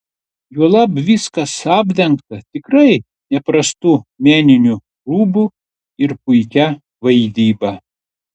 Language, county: Lithuanian, Klaipėda